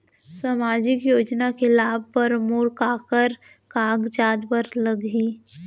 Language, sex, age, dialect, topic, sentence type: Chhattisgarhi, female, 18-24, Central, banking, question